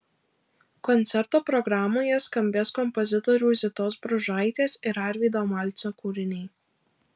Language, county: Lithuanian, Alytus